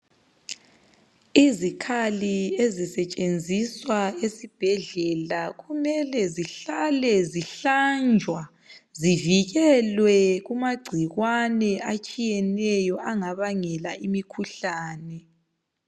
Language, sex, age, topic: North Ndebele, female, 25-35, health